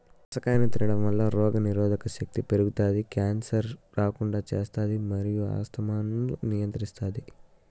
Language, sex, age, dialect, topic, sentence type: Telugu, male, 25-30, Southern, agriculture, statement